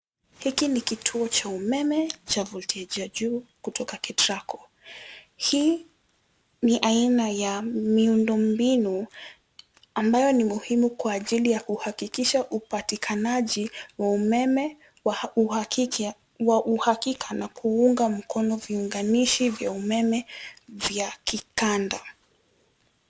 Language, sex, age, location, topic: Swahili, female, 18-24, Nairobi, government